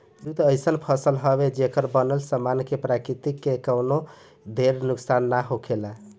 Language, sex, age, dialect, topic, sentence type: Bhojpuri, male, 18-24, Southern / Standard, agriculture, statement